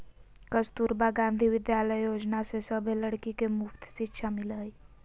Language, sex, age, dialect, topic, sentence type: Magahi, female, 18-24, Southern, banking, statement